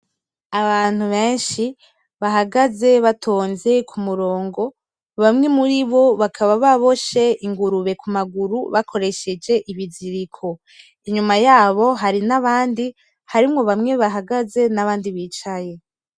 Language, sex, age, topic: Rundi, female, 18-24, agriculture